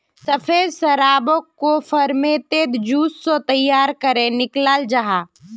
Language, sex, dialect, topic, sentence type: Magahi, female, Northeastern/Surjapuri, agriculture, statement